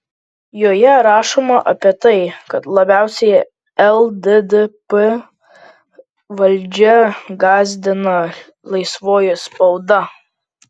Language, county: Lithuanian, Kaunas